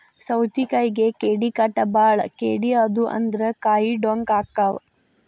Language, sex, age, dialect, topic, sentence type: Kannada, female, 18-24, Dharwad Kannada, agriculture, statement